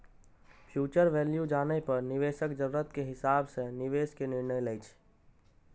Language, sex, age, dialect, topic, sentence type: Maithili, male, 18-24, Eastern / Thethi, banking, statement